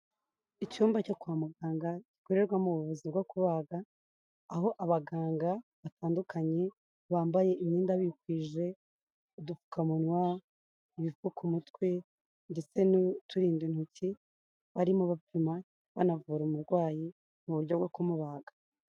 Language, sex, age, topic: Kinyarwanda, female, 18-24, health